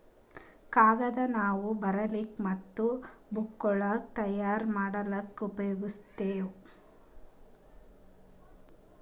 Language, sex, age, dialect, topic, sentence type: Kannada, female, 31-35, Northeastern, agriculture, statement